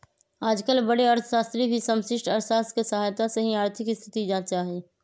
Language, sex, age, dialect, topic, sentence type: Magahi, female, 31-35, Western, banking, statement